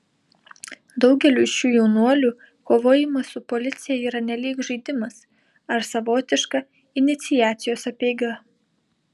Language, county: Lithuanian, Panevėžys